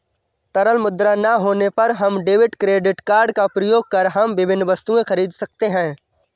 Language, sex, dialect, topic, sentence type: Hindi, male, Awadhi Bundeli, banking, statement